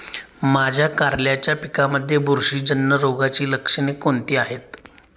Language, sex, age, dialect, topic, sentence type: Marathi, male, 25-30, Standard Marathi, agriculture, question